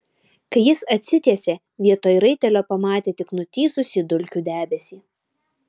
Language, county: Lithuanian, Utena